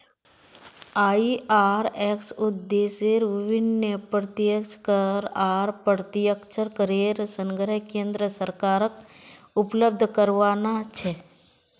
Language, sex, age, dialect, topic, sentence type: Magahi, female, 31-35, Northeastern/Surjapuri, banking, statement